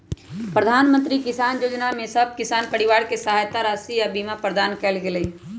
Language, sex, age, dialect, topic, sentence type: Magahi, male, 25-30, Western, agriculture, statement